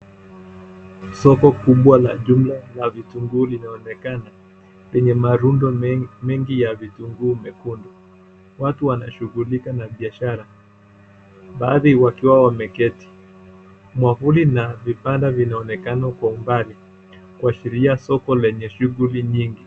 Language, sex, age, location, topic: Swahili, male, 18-24, Nairobi, finance